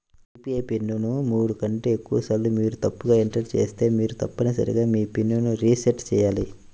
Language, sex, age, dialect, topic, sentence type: Telugu, male, 18-24, Central/Coastal, banking, statement